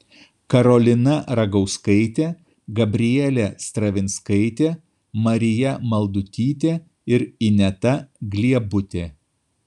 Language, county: Lithuanian, Kaunas